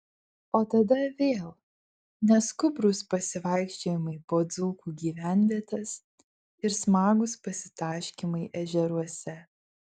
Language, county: Lithuanian, Vilnius